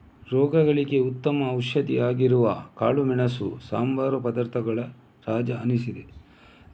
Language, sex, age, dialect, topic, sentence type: Kannada, male, 25-30, Coastal/Dakshin, agriculture, statement